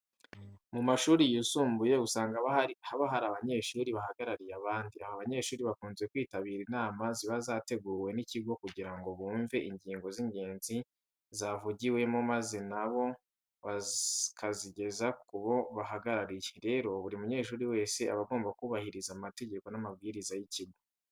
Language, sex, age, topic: Kinyarwanda, male, 18-24, education